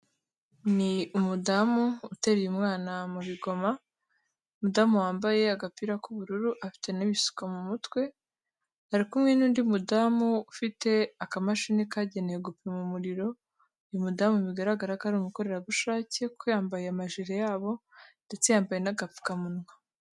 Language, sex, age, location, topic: Kinyarwanda, female, 18-24, Kigali, health